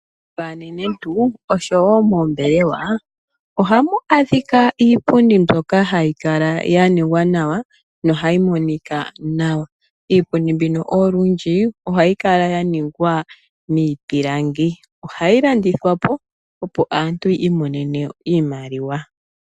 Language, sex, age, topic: Oshiwambo, female, 25-35, finance